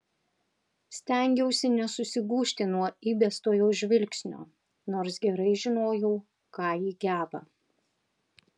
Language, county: Lithuanian, Panevėžys